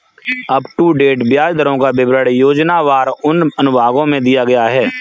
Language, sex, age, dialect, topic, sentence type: Hindi, male, 25-30, Kanauji Braj Bhasha, banking, statement